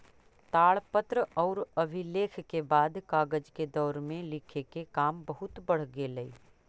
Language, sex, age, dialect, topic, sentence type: Magahi, female, 36-40, Central/Standard, banking, statement